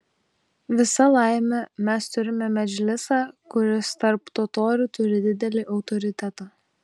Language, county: Lithuanian, Telšiai